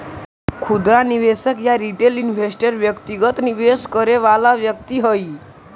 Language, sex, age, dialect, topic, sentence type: Magahi, male, 18-24, Central/Standard, banking, statement